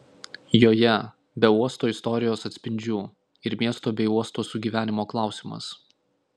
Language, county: Lithuanian, Klaipėda